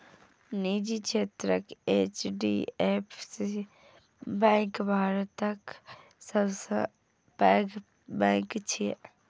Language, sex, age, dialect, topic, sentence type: Maithili, female, 41-45, Eastern / Thethi, banking, statement